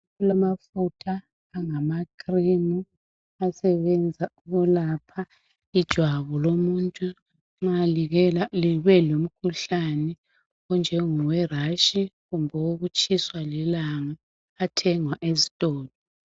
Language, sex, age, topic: North Ndebele, male, 50+, health